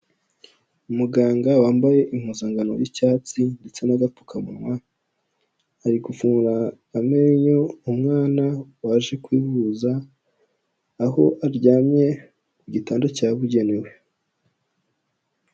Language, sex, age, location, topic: Kinyarwanda, male, 18-24, Huye, health